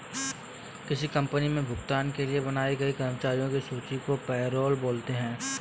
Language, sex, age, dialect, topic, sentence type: Hindi, male, 18-24, Kanauji Braj Bhasha, banking, statement